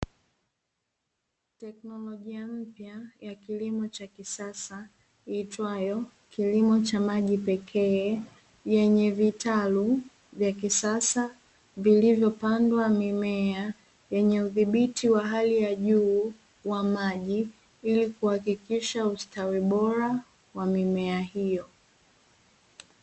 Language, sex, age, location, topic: Swahili, female, 18-24, Dar es Salaam, agriculture